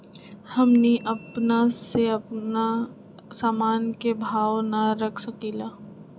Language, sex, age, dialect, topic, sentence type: Magahi, female, 25-30, Western, agriculture, question